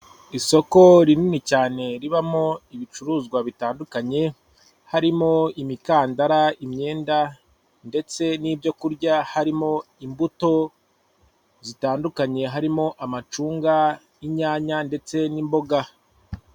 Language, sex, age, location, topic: Kinyarwanda, male, 25-35, Kigali, finance